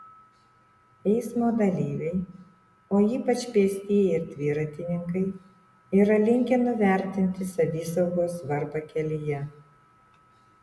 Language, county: Lithuanian, Utena